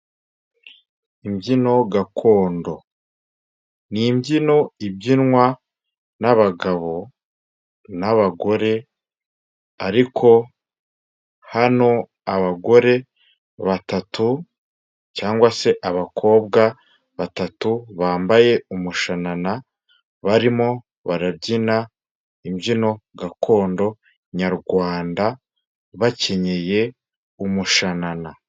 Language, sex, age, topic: Kinyarwanda, male, 25-35, government